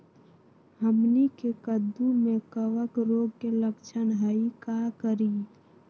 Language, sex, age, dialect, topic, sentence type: Magahi, female, 18-24, Western, agriculture, question